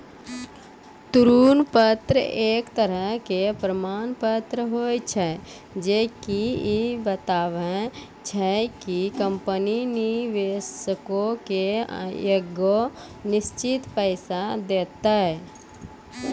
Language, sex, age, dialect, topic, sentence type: Maithili, female, 25-30, Angika, banking, statement